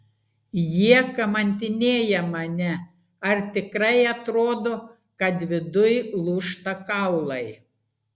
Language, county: Lithuanian, Klaipėda